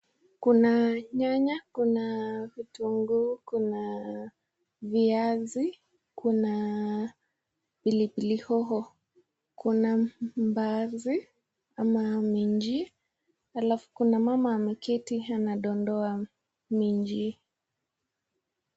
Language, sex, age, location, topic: Swahili, female, 18-24, Nakuru, finance